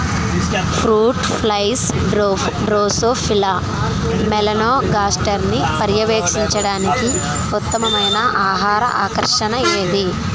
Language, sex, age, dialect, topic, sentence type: Telugu, female, 31-35, Utterandhra, agriculture, question